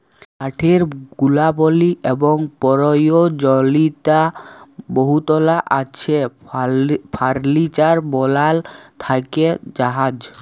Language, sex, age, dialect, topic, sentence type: Bengali, male, 18-24, Jharkhandi, agriculture, statement